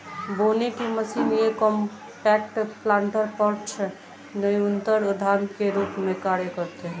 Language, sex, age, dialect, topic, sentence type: Hindi, female, 18-24, Kanauji Braj Bhasha, agriculture, statement